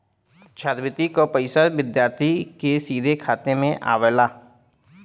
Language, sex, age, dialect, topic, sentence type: Bhojpuri, male, 25-30, Western, banking, statement